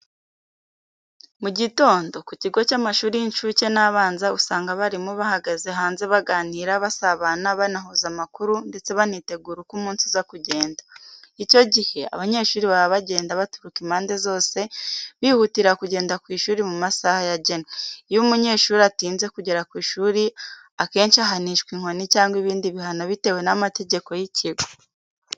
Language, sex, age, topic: Kinyarwanda, female, 18-24, education